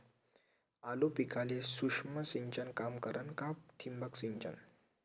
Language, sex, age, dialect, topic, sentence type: Marathi, male, 18-24, Varhadi, agriculture, question